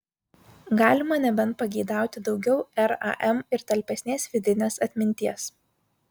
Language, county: Lithuanian, Vilnius